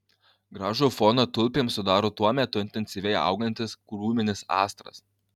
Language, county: Lithuanian, Kaunas